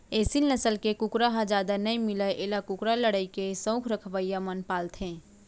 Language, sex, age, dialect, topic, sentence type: Chhattisgarhi, female, 31-35, Central, agriculture, statement